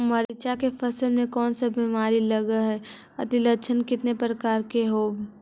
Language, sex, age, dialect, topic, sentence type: Magahi, female, 18-24, Central/Standard, agriculture, question